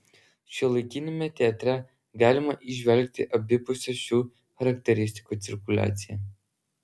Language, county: Lithuanian, Vilnius